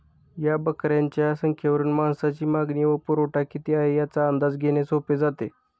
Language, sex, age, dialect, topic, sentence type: Marathi, male, 31-35, Standard Marathi, agriculture, statement